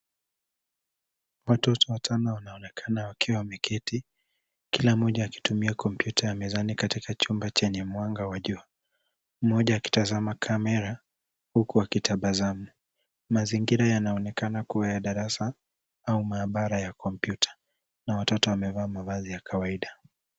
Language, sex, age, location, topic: Swahili, male, 25-35, Nairobi, education